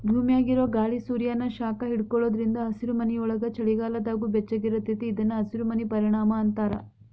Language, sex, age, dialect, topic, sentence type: Kannada, female, 25-30, Dharwad Kannada, agriculture, statement